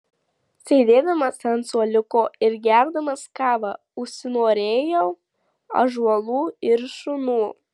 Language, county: Lithuanian, Marijampolė